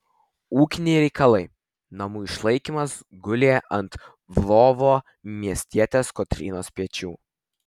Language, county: Lithuanian, Vilnius